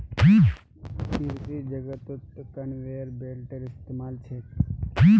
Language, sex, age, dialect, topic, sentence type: Magahi, male, 18-24, Northeastern/Surjapuri, agriculture, statement